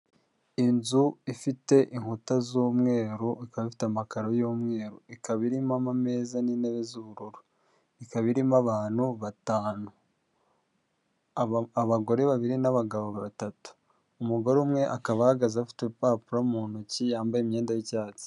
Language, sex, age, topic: Kinyarwanda, male, 25-35, government